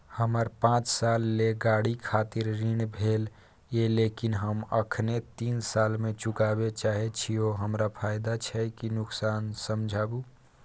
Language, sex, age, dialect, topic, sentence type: Maithili, male, 18-24, Bajjika, banking, question